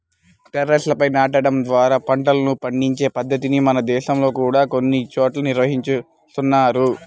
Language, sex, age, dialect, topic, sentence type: Telugu, male, 18-24, Central/Coastal, agriculture, statement